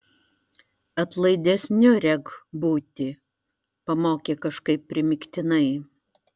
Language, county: Lithuanian, Vilnius